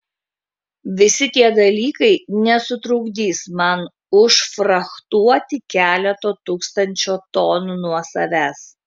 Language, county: Lithuanian, Kaunas